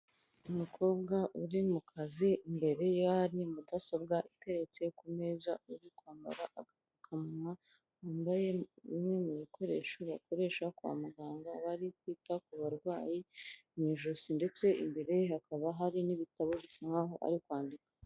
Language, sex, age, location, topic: Kinyarwanda, female, 18-24, Kigali, health